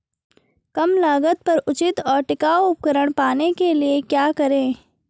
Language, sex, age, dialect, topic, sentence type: Hindi, female, 18-24, Marwari Dhudhari, agriculture, question